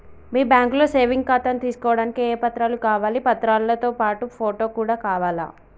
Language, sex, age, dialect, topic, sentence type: Telugu, male, 36-40, Telangana, banking, question